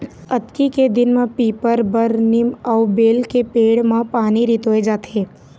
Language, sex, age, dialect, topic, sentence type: Chhattisgarhi, female, 18-24, Eastern, agriculture, statement